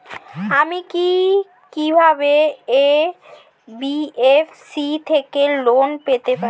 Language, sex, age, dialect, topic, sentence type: Bengali, female, <18, Standard Colloquial, banking, question